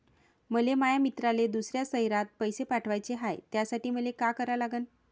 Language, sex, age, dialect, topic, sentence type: Marathi, female, 36-40, Varhadi, banking, question